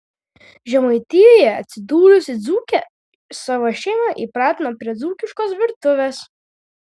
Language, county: Lithuanian, Vilnius